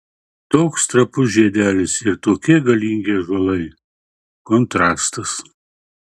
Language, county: Lithuanian, Marijampolė